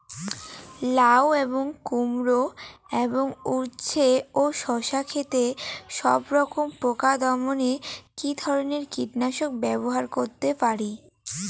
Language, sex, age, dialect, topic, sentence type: Bengali, female, 18-24, Rajbangshi, agriculture, question